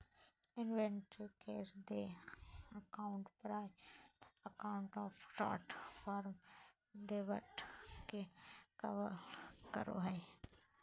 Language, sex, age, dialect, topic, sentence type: Magahi, female, 25-30, Southern, banking, statement